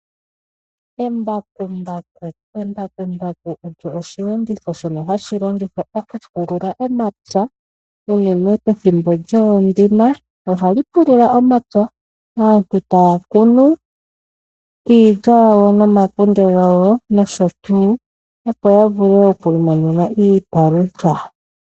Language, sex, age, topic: Oshiwambo, female, 25-35, agriculture